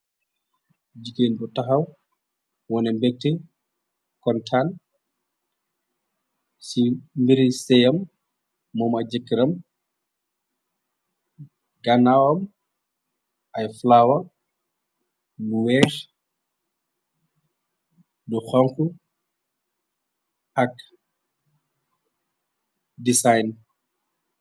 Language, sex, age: Wolof, male, 25-35